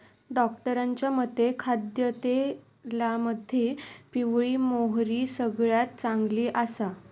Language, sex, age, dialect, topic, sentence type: Marathi, female, 51-55, Southern Konkan, agriculture, statement